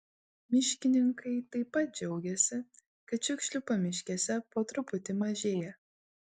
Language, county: Lithuanian, Vilnius